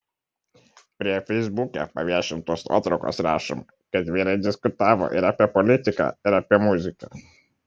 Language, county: Lithuanian, Kaunas